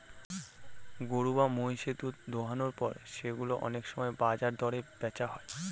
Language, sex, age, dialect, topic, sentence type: Bengali, male, 25-30, Northern/Varendri, agriculture, statement